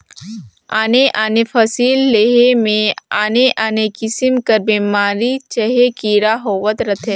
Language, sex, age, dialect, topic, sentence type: Chhattisgarhi, female, 18-24, Northern/Bhandar, agriculture, statement